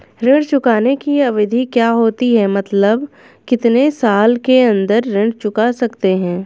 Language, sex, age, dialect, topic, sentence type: Hindi, female, 31-35, Hindustani Malvi Khadi Boli, banking, question